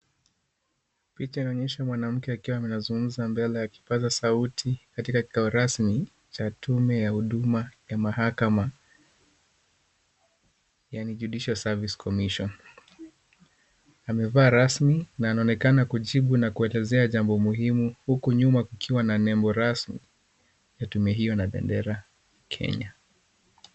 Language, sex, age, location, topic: Swahili, male, 25-35, Kisumu, government